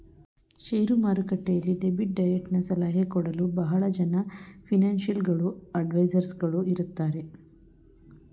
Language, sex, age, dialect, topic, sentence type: Kannada, female, 31-35, Mysore Kannada, banking, statement